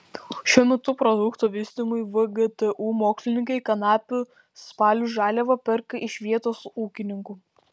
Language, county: Lithuanian, Vilnius